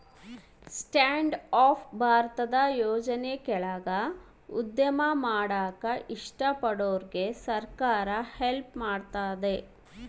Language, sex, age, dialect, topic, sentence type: Kannada, female, 36-40, Central, banking, statement